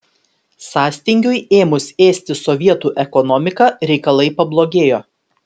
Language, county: Lithuanian, Vilnius